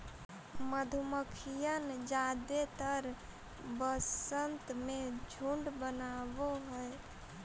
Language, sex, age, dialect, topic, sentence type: Magahi, female, 18-24, Central/Standard, agriculture, statement